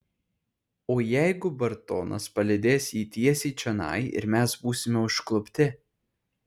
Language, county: Lithuanian, Šiauliai